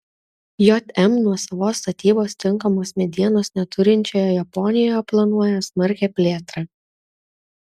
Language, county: Lithuanian, Kaunas